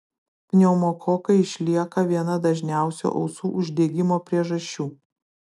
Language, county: Lithuanian, Utena